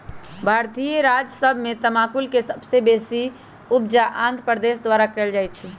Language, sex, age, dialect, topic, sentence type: Magahi, male, 18-24, Western, agriculture, statement